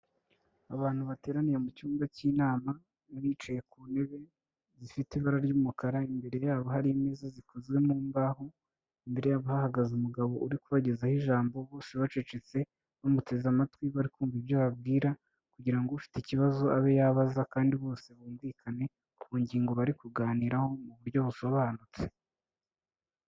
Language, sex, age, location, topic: Kinyarwanda, male, 18-24, Kigali, health